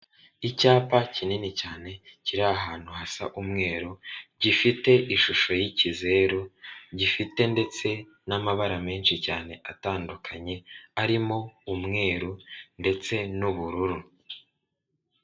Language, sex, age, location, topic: Kinyarwanda, male, 36-49, Kigali, government